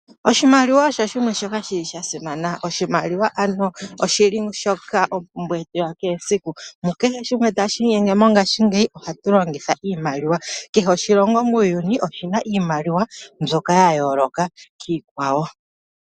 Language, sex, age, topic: Oshiwambo, male, 25-35, finance